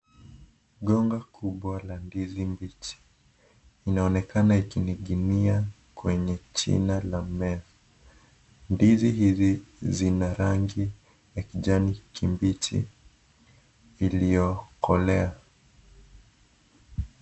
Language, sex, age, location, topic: Swahili, male, 18-24, Kisii, agriculture